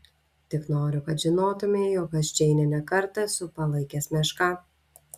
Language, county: Lithuanian, Šiauliai